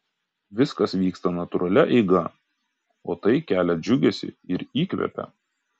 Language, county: Lithuanian, Kaunas